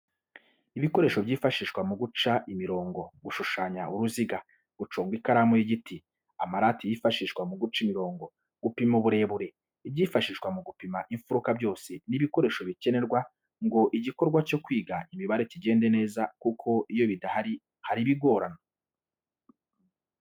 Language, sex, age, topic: Kinyarwanda, male, 25-35, education